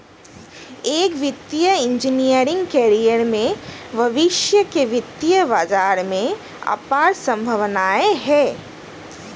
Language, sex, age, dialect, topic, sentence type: Hindi, female, 31-35, Hindustani Malvi Khadi Boli, banking, statement